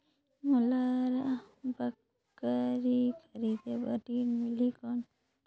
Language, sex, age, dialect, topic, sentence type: Chhattisgarhi, female, 25-30, Northern/Bhandar, banking, question